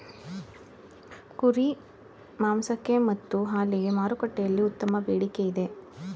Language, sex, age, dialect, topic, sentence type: Kannada, female, 31-35, Mysore Kannada, agriculture, statement